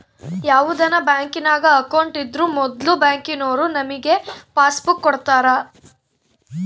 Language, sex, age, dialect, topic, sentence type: Kannada, female, 18-24, Central, banking, statement